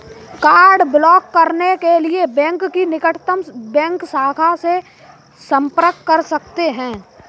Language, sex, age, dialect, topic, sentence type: Hindi, male, 18-24, Kanauji Braj Bhasha, banking, statement